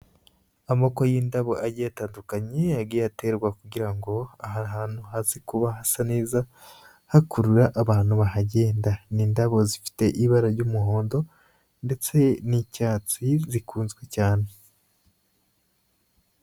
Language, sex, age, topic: Kinyarwanda, male, 25-35, agriculture